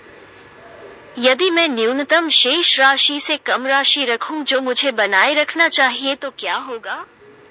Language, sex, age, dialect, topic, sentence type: Hindi, female, 18-24, Marwari Dhudhari, banking, question